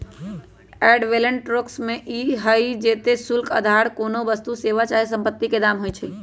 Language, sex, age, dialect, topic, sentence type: Magahi, male, 18-24, Western, banking, statement